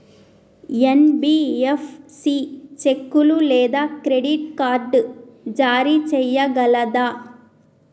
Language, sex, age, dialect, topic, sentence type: Telugu, female, 25-30, Telangana, banking, question